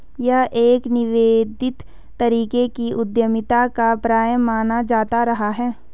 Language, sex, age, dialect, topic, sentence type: Hindi, female, 18-24, Hindustani Malvi Khadi Boli, banking, statement